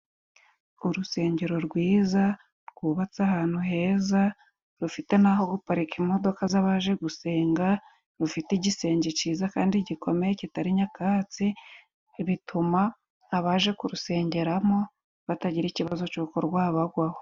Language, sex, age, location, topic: Kinyarwanda, female, 25-35, Musanze, government